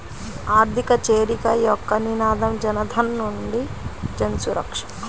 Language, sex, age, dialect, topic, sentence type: Telugu, female, 25-30, Central/Coastal, banking, statement